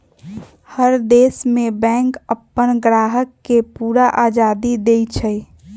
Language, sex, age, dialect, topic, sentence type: Magahi, female, 18-24, Western, banking, statement